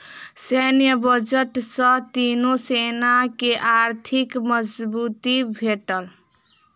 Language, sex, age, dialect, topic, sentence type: Maithili, female, 18-24, Southern/Standard, banking, statement